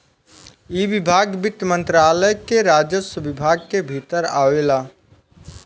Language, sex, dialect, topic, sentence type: Bhojpuri, male, Southern / Standard, banking, statement